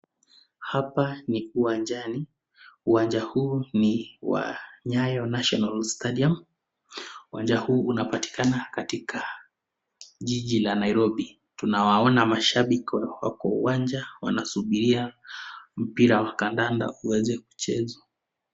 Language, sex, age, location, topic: Swahili, male, 25-35, Nakuru, government